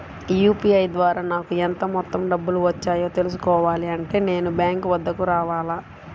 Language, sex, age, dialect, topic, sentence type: Telugu, female, 36-40, Central/Coastal, banking, question